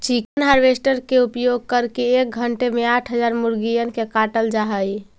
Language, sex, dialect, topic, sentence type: Magahi, female, Central/Standard, agriculture, statement